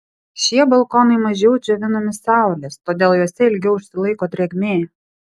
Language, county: Lithuanian, Vilnius